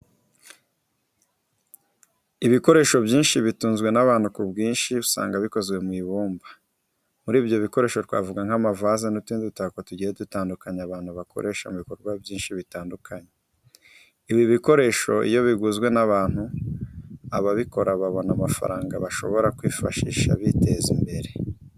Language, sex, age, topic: Kinyarwanda, male, 25-35, education